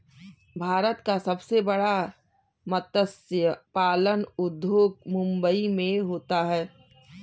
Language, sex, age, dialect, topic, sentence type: Hindi, female, 18-24, Kanauji Braj Bhasha, agriculture, statement